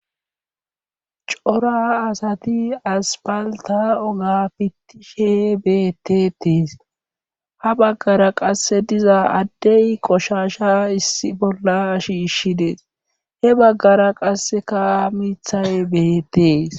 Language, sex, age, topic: Gamo, male, 25-35, government